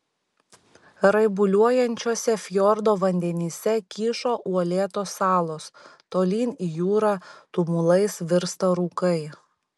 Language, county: Lithuanian, Šiauliai